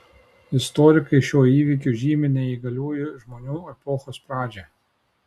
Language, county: Lithuanian, Tauragė